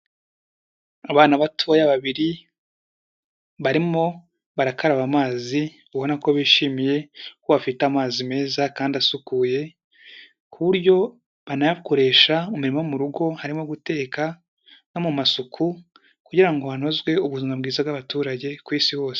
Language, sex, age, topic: Kinyarwanda, male, 18-24, health